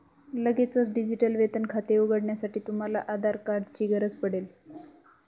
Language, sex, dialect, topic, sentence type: Marathi, female, Northern Konkan, banking, statement